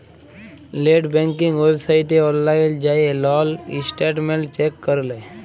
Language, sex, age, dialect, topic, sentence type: Bengali, male, 25-30, Jharkhandi, banking, statement